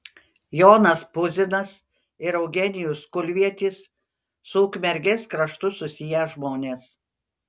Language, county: Lithuanian, Panevėžys